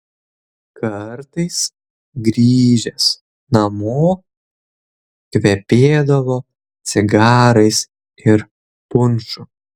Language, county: Lithuanian, Kaunas